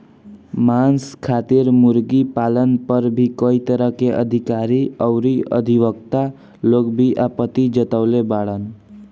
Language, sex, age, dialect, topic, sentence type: Bhojpuri, male, <18, Southern / Standard, agriculture, statement